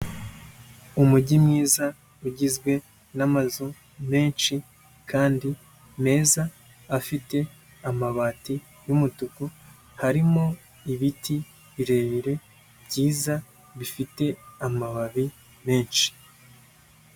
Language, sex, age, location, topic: Kinyarwanda, male, 18-24, Huye, government